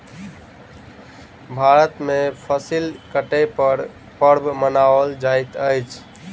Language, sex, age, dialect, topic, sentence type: Maithili, male, 25-30, Southern/Standard, agriculture, statement